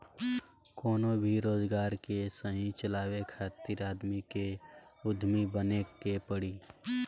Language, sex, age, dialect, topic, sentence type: Bhojpuri, male, 18-24, Northern, banking, statement